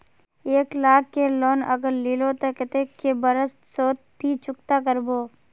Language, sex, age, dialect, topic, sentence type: Magahi, female, 18-24, Northeastern/Surjapuri, banking, question